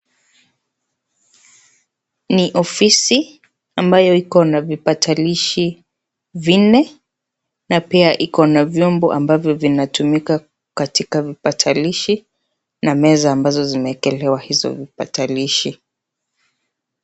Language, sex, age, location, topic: Swahili, female, 25-35, Kisii, education